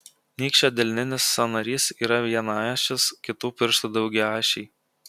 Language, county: Lithuanian, Kaunas